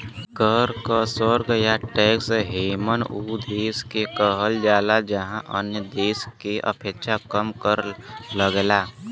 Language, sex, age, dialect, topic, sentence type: Bhojpuri, male, 18-24, Western, banking, statement